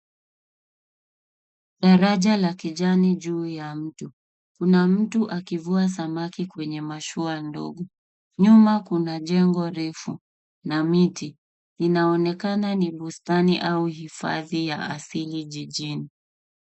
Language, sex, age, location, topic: Swahili, female, 25-35, Nairobi, government